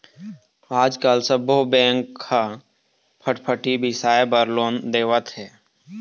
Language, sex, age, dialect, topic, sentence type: Chhattisgarhi, male, 31-35, Eastern, banking, statement